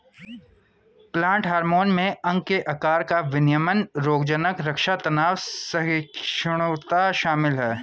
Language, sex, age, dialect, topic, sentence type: Hindi, male, 25-30, Hindustani Malvi Khadi Boli, agriculture, statement